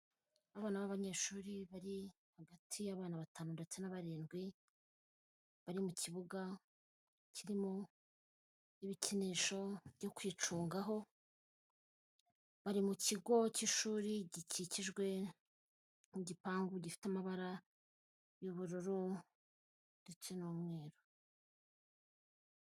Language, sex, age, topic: Kinyarwanda, female, 25-35, government